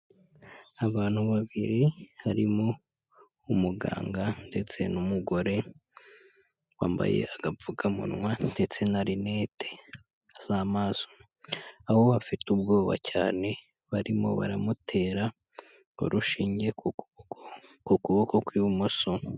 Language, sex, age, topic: Kinyarwanda, male, 25-35, health